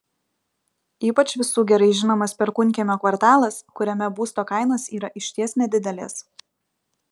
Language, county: Lithuanian, Vilnius